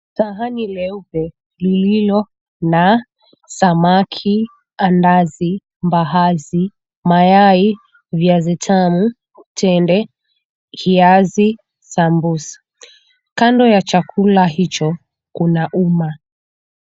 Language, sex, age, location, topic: Swahili, female, 18-24, Mombasa, agriculture